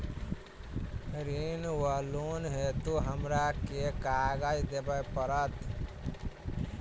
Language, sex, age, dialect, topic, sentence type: Maithili, male, 31-35, Southern/Standard, banking, question